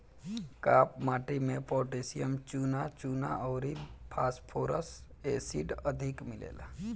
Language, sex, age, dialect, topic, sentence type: Bhojpuri, male, 18-24, Northern, agriculture, statement